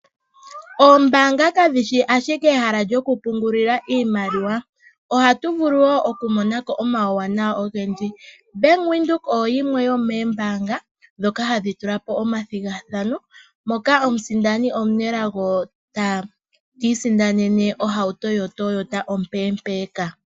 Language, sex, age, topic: Oshiwambo, female, 18-24, finance